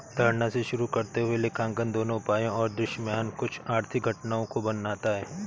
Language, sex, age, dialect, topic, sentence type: Hindi, male, 31-35, Awadhi Bundeli, banking, statement